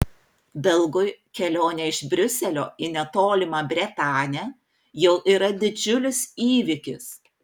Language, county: Lithuanian, Panevėžys